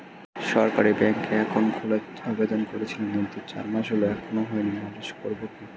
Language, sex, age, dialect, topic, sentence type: Bengali, male, 18-24, Standard Colloquial, banking, question